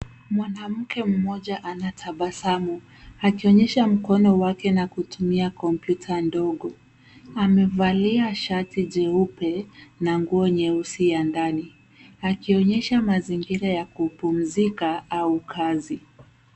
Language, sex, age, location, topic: Swahili, female, 18-24, Nairobi, education